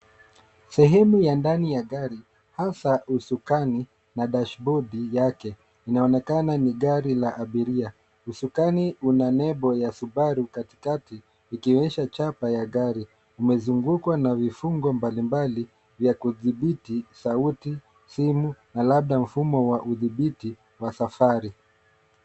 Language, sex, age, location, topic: Swahili, male, 18-24, Nairobi, finance